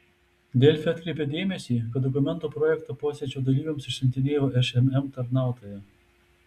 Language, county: Lithuanian, Tauragė